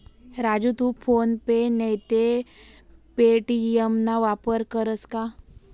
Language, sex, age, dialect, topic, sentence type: Marathi, female, 18-24, Northern Konkan, banking, statement